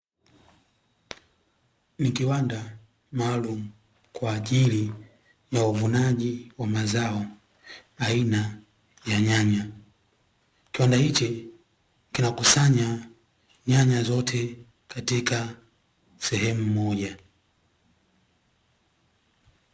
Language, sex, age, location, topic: Swahili, male, 18-24, Dar es Salaam, agriculture